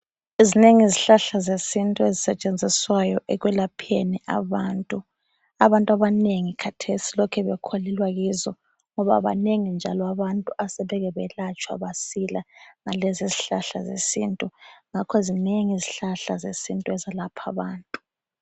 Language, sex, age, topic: North Ndebele, female, 25-35, health